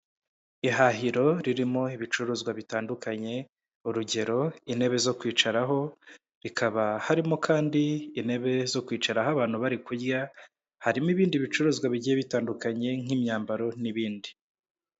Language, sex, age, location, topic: Kinyarwanda, male, 25-35, Kigali, finance